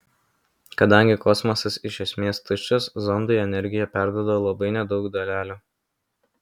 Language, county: Lithuanian, Kaunas